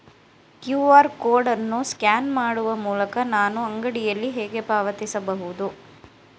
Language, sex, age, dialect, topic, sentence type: Kannada, female, 36-40, Mysore Kannada, banking, question